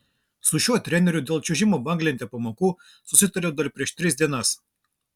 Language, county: Lithuanian, Klaipėda